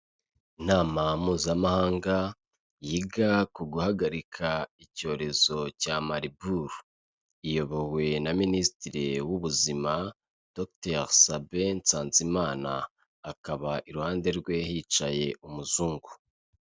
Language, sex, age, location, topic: Kinyarwanda, male, 25-35, Kigali, health